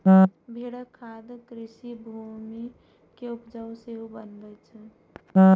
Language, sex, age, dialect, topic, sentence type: Maithili, female, 18-24, Eastern / Thethi, agriculture, statement